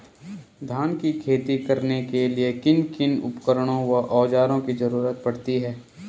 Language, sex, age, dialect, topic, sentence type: Hindi, male, 18-24, Garhwali, agriculture, question